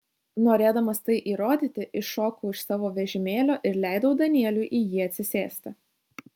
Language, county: Lithuanian, Šiauliai